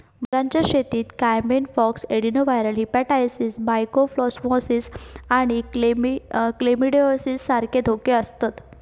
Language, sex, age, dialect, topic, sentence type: Marathi, female, 18-24, Southern Konkan, agriculture, statement